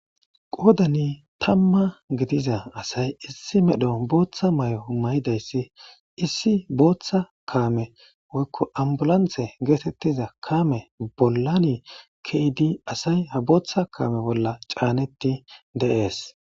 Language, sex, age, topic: Gamo, male, 25-35, government